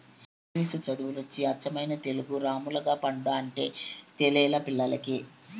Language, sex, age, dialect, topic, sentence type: Telugu, male, 56-60, Southern, agriculture, statement